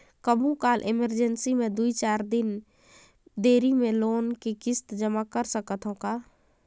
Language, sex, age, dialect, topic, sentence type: Chhattisgarhi, female, 25-30, Northern/Bhandar, banking, question